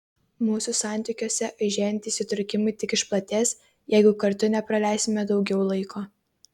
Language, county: Lithuanian, Kaunas